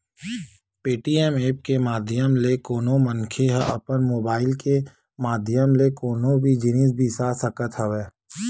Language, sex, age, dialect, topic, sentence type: Chhattisgarhi, male, 31-35, Western/Budati/Khatahi, banking, statement